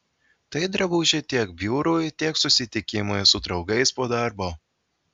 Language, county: Lithuanian, Vilnius